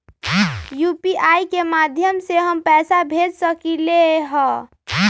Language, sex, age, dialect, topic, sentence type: Magahi, female, 31-35, Western, banking, question